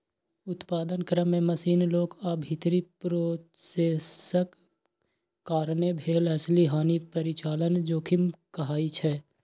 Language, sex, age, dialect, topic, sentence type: Maithili, male, 18-24, Bajjika, banking, statement